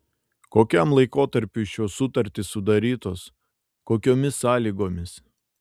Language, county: Lithuanian, Šiauliai